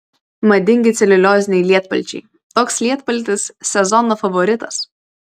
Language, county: Lithuanian, Vilnius